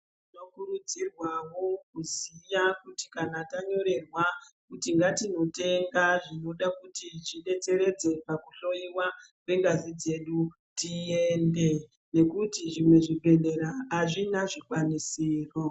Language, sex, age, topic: Ndau, female, 36-49, health